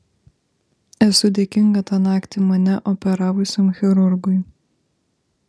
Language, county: Lithuanian, Vilnius